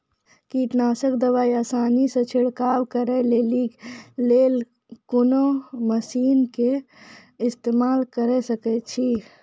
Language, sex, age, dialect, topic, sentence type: Maithili, female, 51-55, Angika, agriculture, question